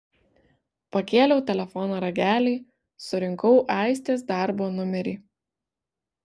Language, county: Lithuanian, Vilnius